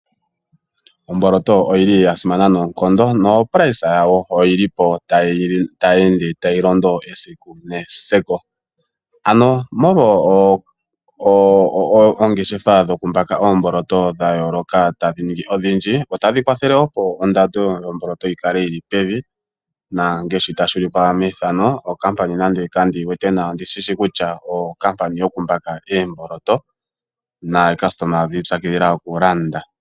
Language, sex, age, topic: Oshiwambo, male, 25-35, finance